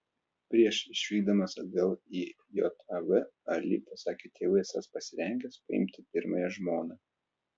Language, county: Lithuanian, Telšiai